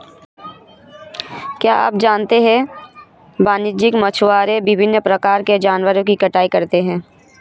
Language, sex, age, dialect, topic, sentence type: Hindi, female, 25-30, Marwari Dhudhari, agriculture, statement